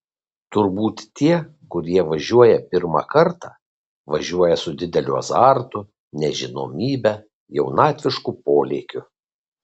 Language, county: Lithuanian, Kaunas